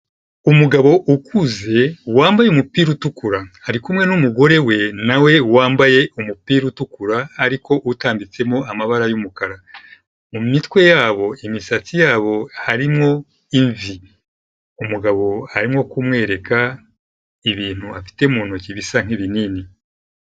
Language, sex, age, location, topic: Kinyarwanda, male, 50+, Kigali, health